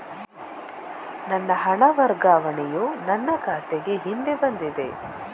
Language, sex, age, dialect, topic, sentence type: Kannada, female, 41-45, Coastal/Dakshin, banking, statement